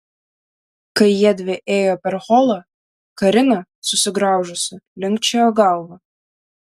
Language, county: Lithuanian, Vilnius